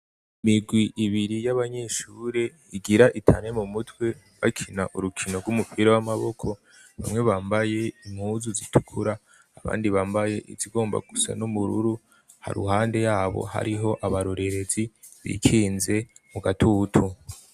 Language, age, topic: Rundi, 18-24, education